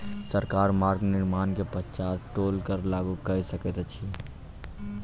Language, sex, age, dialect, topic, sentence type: Maithili, male, 25-30, Southern/Standard, banking, statement